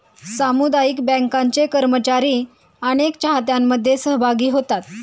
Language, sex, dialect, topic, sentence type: Marathi, female, Standard Marathi, banking, statement